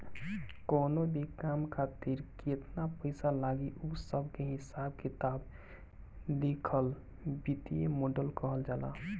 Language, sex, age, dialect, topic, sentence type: Bhojpuri, male, 18-24, Northern, banking, statement